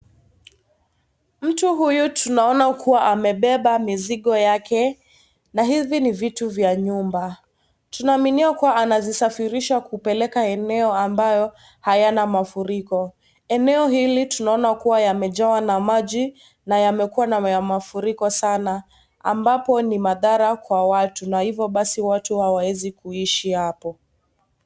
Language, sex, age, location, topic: Swahili, female, 18-24, Kisii, health